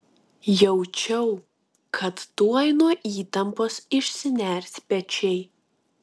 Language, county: Lithuanian, Klaipėda